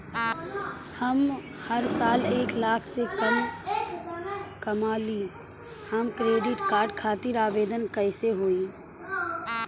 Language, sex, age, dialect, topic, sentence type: Bhojpuri, female, 31-35, Southern / Standard, banking, question